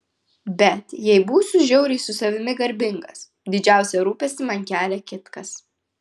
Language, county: Lithuanian, Vilnius